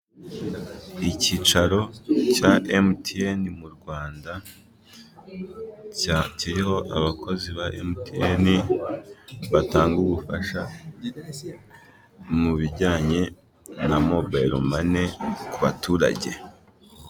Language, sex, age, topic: Kinyarwanda, male, 18-24, finance